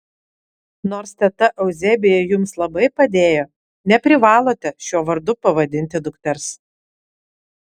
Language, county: Lithuanian, Vilnius